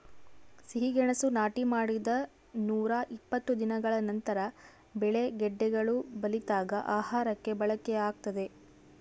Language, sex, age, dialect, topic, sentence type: Kannada, female, 36-40, Central, agriculture, statement